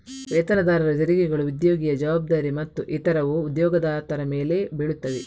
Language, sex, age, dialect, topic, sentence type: Kannada, female, 18-24, Coastal/Dakshin, banking, statement